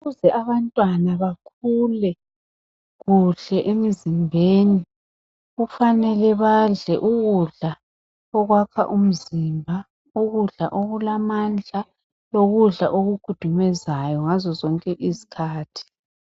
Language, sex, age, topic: North Ndebele, female, 25-35, health